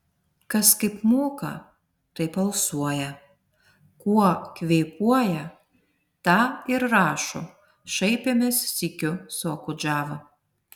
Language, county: Lithuanian, Vilnius